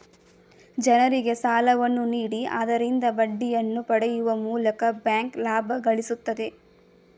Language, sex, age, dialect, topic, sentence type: Kannada, female, 18-24, Mysore Kannada, banking, statement